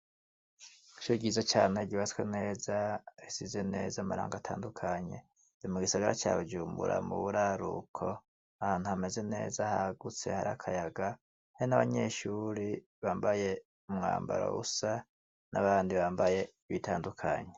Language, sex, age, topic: Rundi, male, 25-35, education